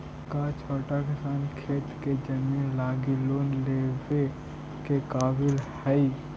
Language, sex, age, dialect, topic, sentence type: Magahi, male, 31-35, Central/Standard, agriculture, statement